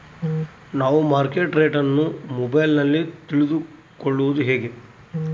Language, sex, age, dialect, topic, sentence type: Kannada, male, 31-35, Central, agriculture, question